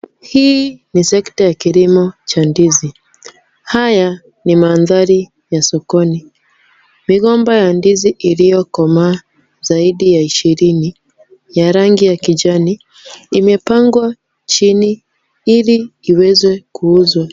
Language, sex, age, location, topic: Swahili, female, 25-35, Kisumu, agriculture